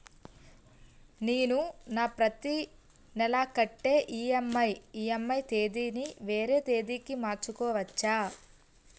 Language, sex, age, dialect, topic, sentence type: Telugu, female, 18-24, Utterandhra, banking, question